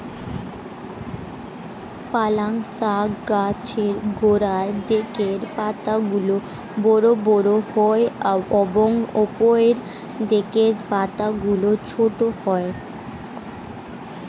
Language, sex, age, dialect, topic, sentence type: Bengali, female, 18-24, Standard Colloquial, agriculture, statement